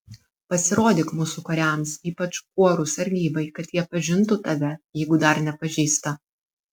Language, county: Lithuanian, Vilnius